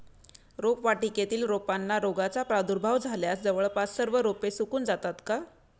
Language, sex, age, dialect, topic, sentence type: Marathi, female, 31-35, Standard Marathi, agriculture, question